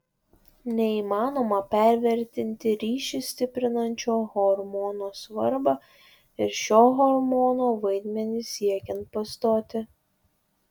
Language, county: Lithuanian, Kaunas